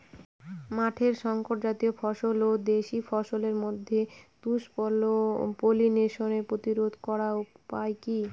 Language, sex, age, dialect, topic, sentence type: Bengali, female, 25-30, Northern/Varendri, agriculture, question